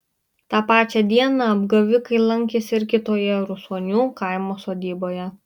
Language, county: Lithuanian, Marijampolė